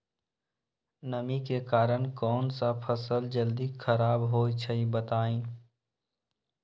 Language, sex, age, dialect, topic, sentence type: Magahi, male, 18-24, Western, agriculture, question